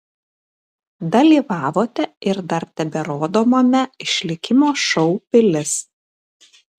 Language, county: Lithuanian, Kaunas